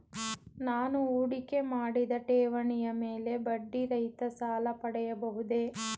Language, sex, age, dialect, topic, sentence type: Kannada, female, 31-35, Mysore Kannada, banking, question